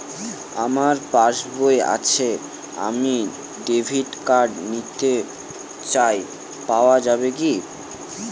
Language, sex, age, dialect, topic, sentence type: Bengali, male, 18-24, Northern/Varendri, banking, question